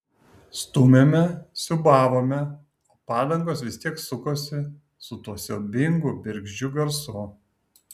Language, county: Lithuanian, Kaunas